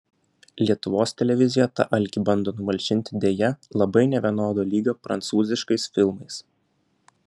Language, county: Lithuanian, Vilnius